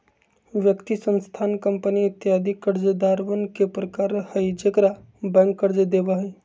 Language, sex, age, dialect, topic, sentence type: Magahi, male, 60-100, Western, banking, statement